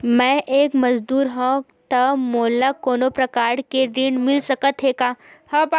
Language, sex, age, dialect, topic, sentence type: Chhattisgarhi, female, 18-24, Western/Budati/Khatahi, banking, question